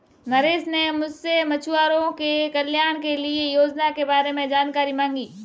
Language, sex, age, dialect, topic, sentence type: Hindi, female, 18-24, Marwari Dhudhari, agriculture, statement